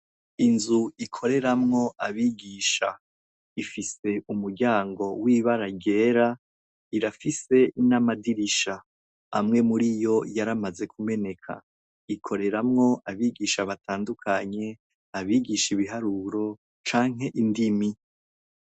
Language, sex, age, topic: Rundi, male, 25-35, education